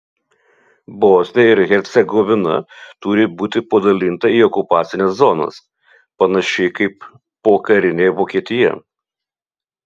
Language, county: Lithuanian, Utena